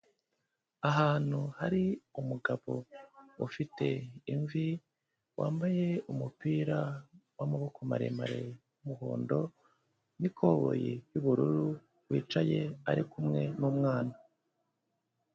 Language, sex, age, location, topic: Kinyarwanda, male, 25-35, Kigali, health